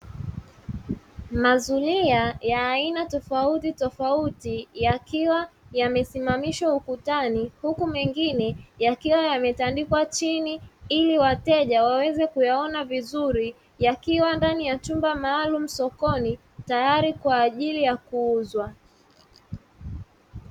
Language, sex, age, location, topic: Swahili, male, 25-35, Dar es Salaam, finance